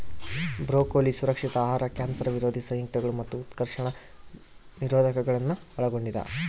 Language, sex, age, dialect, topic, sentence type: Kannada, female, 18-24, Central, agriculture, statement